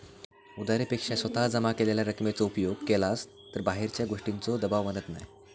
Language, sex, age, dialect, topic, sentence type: Marathi, male, 18-24, Southern Konkan, banking, statement